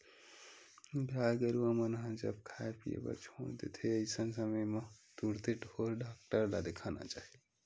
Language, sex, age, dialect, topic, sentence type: Chhattisgarhi, male, 18-24, Western/Budati/Khatahi, agriculture, statement